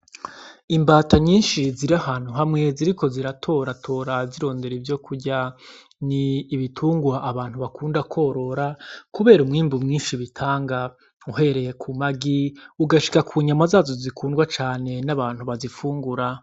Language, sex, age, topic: Rundi, male, 25-35, agriculture